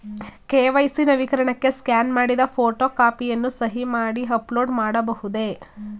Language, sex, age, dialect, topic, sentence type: Kannada, female, 18-24, Mysore Kannada, banking, question